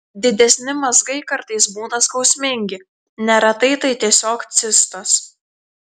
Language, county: Lithuanian, Telšiai